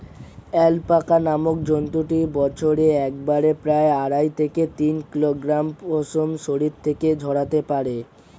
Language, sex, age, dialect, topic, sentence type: Bengali, male, 18-24, Standard Colloquial, agriculture, statement